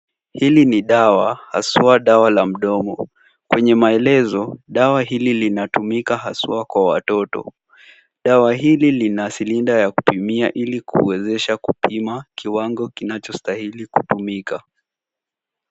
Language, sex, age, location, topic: Swahili, male, 18-24, Nairobi, health